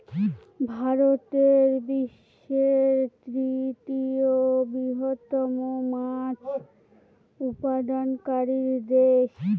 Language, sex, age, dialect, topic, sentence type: Bengali, female, 18-24, Northern/Varendri, agriculture, statement